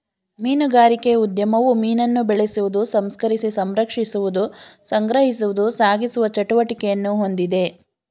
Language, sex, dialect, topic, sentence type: Kannada, female, Mysore Kannada, agriculture, statement